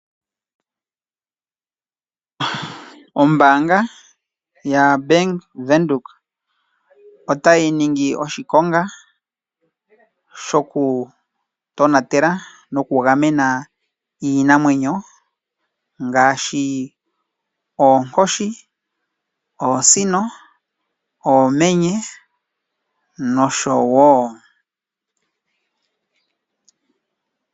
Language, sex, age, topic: Oshiwambo, male, 25-35, finance